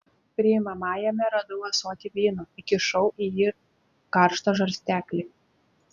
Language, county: Lithuanian, Klaipėda